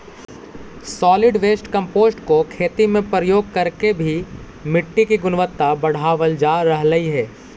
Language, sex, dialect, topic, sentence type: Magahi, male, Central/Standard, agriculture, statement